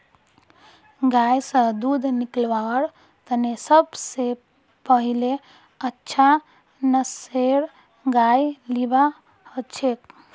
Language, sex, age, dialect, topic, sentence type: Magahi, female, 25-30, Northeastern/Surjapuri, agriculture, statement